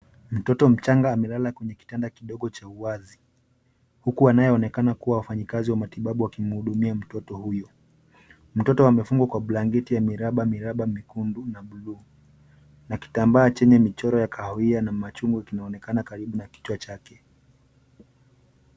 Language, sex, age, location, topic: Swahili, male, 25-35, Nairobi, health